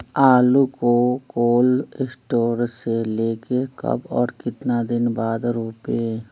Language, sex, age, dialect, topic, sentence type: Magahi, female, 60-100, Western, agriculture, question